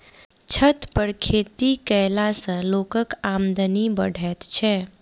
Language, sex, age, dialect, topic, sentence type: Maithili, female, 18-24, Southern/Standard, agriculture, statement